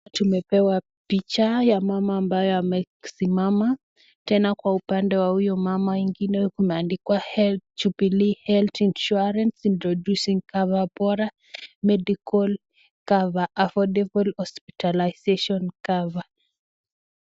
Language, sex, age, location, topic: Swahili, female, 18-24, Nakuru, finance